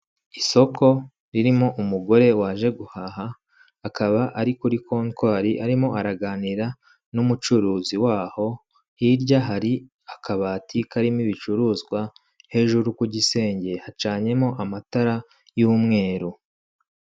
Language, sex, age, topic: Kinyarwanda, male, 25-35, finance